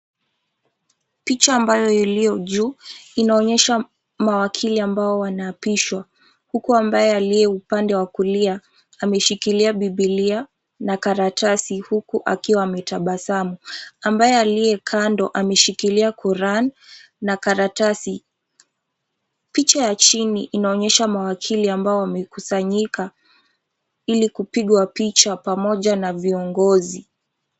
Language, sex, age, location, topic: Swahili, female, 36-49, Nakuru, government